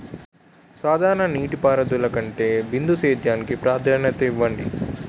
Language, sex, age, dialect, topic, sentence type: Telugu, male, 18-24, Utterandhra, agriculture, statement